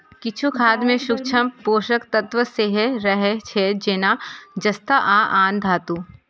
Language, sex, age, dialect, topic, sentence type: Maithili, female, 25-30, Eastern / Thethi, agriculture, statement